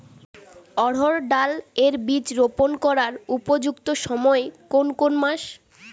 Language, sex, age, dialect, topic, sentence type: Bengali, female, 18-24, Northern/Varendri, agriculture, question